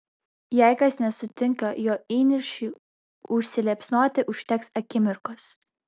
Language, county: Lithuanian, Vilnius